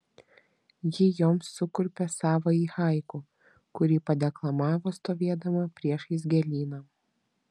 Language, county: Lithuanian, Vilnius